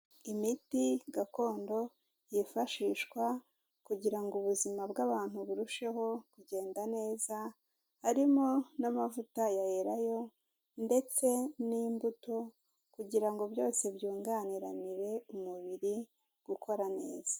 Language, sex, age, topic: Kinyarwanda, female, 50+, health